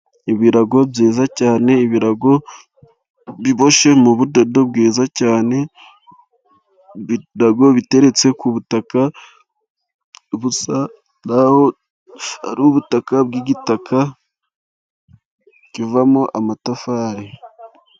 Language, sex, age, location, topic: Kinyarwanda, male, 25-35, Musanze, government